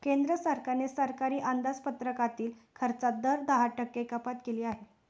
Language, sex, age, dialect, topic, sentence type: Marathi, female, 18-24, Standard Marathi, banking, statement